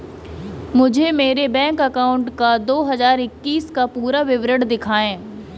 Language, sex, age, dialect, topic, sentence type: Hindi, female, 18-24, Kanauji Braj Bhasha, banking, question